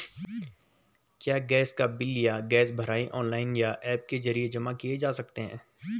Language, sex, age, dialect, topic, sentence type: Hindi, male, 18-24, Garhwali, banking, question